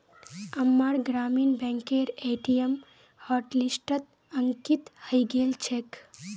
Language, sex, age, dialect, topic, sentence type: Magahi, female, 18-24, Northeastern/Surjapuri, banking, statement